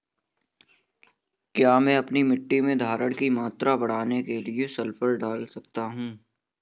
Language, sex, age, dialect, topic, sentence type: Hindi, male, 18-24, Awadhi Bundeli, agriculture, question